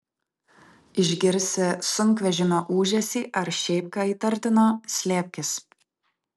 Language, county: Lithuanian, Vilnius